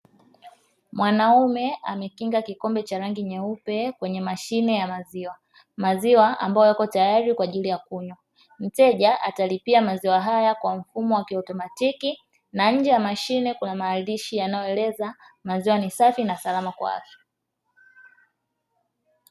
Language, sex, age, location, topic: Swahili, female, 25-35, Dar es Salaam, finance